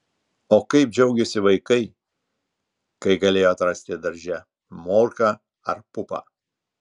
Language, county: Lithuanian, Telšiai